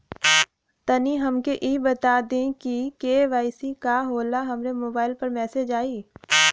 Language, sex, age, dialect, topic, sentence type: Bhojpuri, female, 25-30, Western, banking, question